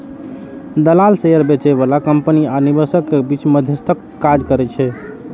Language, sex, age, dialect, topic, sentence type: Maithili, male, 31-35, Eastern / Thethi, banking, statement